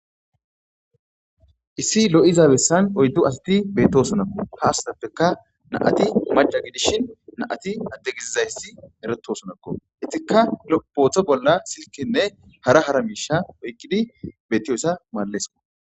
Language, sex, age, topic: Gamo, male, 18-24, government